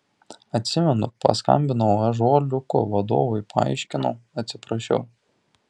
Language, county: Lithuanian, Tauragė